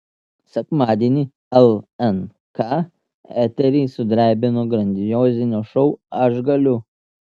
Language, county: Lithuanian, Telšiai